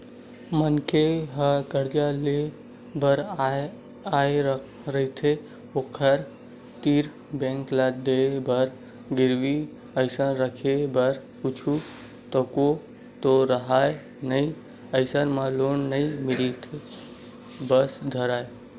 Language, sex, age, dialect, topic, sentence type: Chhattisgarhi, male, 18-24, Western/Budati/Khatahi, banking, statement